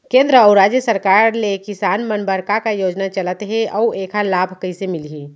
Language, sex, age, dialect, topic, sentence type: Chhattisgarhi, female, 25-30, Central, agriculture, question